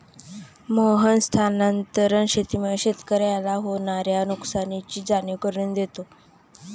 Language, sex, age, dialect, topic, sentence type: Marathi, female, 18-24, Standard Marathi, agriculture, statement